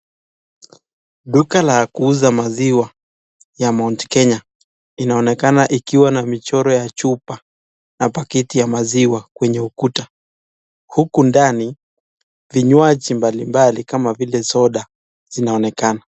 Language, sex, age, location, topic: Swahili, male, 25-35, Nakuru, finance